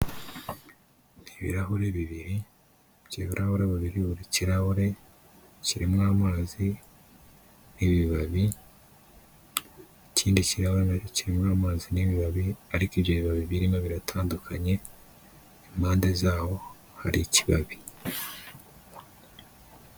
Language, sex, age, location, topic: Kinyarwanda, male, 25-35, Kigali, health